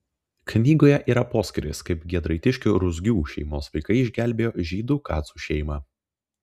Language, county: Lithuanian, Vilnius